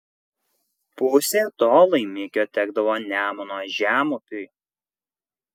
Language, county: Lithuanian, Kaunas